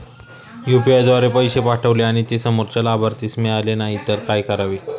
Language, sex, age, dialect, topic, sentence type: Marathi, male, 18-24, Standard Marathi, banking, question